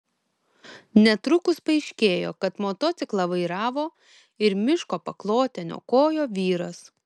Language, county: Lithuanian, Kaunas